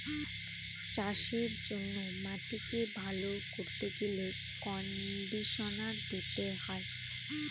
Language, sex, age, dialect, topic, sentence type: Bengali, female, 25-30, Northern/Varendri, agriculture, statement